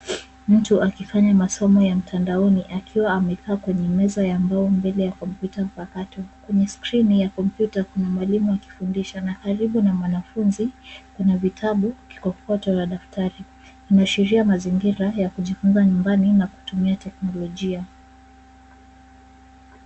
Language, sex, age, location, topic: Swahili, female, 36-49, Nairobi, education